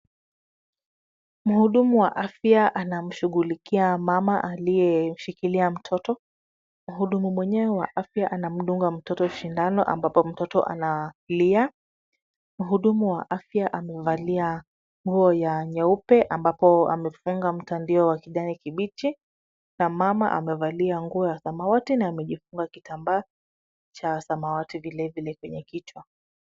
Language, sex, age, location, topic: Swahili, female, 25-35, Kisumu, health